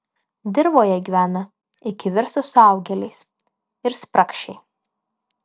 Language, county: Lithuanian, Alytus